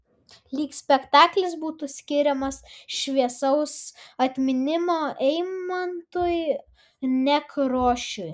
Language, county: Lithuanian, Vilnius